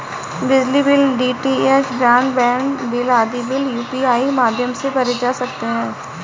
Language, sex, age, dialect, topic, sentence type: Hindi, female, 31-35, Kanauji Braj Bhasha, banking, statement